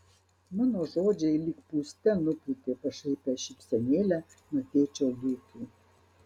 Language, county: Lithuanian, Marijampolė